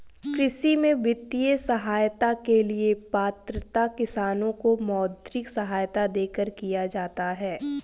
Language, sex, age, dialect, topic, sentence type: Hindi, female, 25-30, Hindustani Malvi Khadi Boli, agriculture, statement